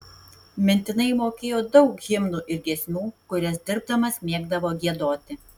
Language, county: Lithuanian, Tauragė